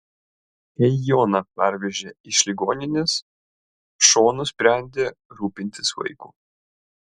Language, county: Lithuanian, Vilnius